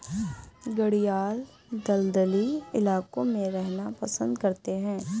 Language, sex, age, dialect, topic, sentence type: Hindi, female, 18-24, Awadhi Bundeli, agriculture, statement